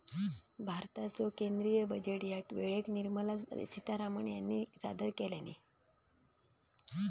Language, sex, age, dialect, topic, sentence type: Marathi, female, 31-35, Southern Konkan, banking, statement